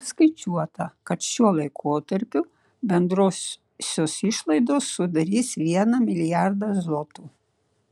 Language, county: Lithuanian, Šiauliai